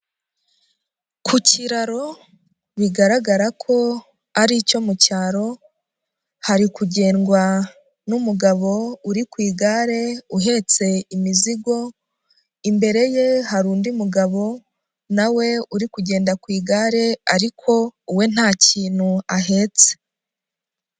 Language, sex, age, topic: Kinyarwanda, female, 25-35, government